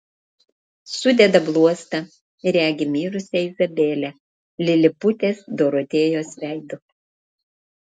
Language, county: Lithuanian, Panevėžys